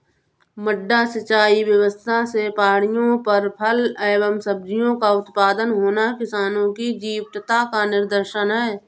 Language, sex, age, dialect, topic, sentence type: Hindi, female, 31-35, Awadhi Bundeli, agriculture, statement